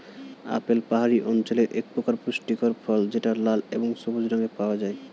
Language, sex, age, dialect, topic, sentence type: Bengali, male, 18-24, Standard Colloquial, agriculture, statement